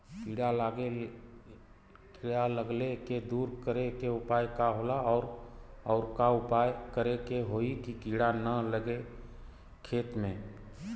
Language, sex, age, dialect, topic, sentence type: Bhojpuri, male, 36-40, Western, agriculture, question